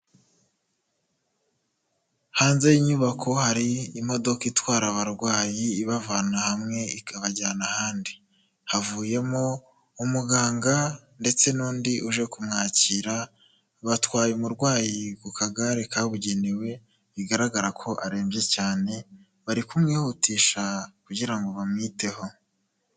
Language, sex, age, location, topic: Kinyarwanda, male, 18-24, Nyagatare, health